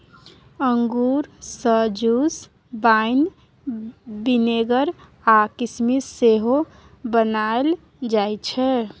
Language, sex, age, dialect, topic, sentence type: Maithili, female, 31-35, Bajjika, agriculture, statement